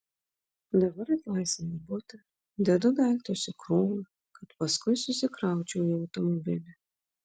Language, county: Lithuanian, Vilnius